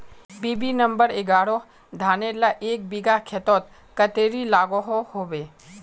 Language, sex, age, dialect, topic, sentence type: Magahi, male, 25-30, Northeastern/Surjapuri, agriculture, question